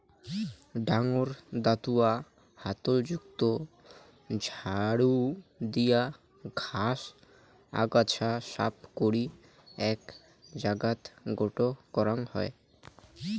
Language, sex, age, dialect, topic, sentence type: Bengali, male, 18-24, Rajbangshi, agriculture, statement